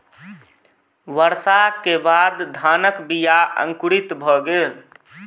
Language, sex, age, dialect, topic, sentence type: Maithili, male, 25-30, Southern/Standard, agriculture, statement